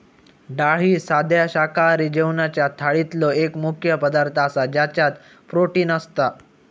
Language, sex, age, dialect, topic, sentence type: Marathi, male, 18-24, Southern Konkan, agriculture, statement